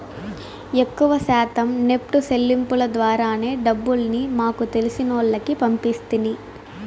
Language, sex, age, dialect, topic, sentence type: Telugu, female, 18-24, Southern, banking, statement